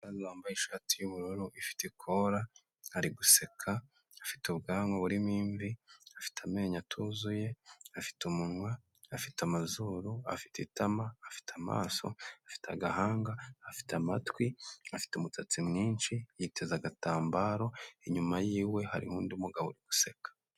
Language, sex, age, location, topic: Kinyarwanda, male, 25-35, Kigali, health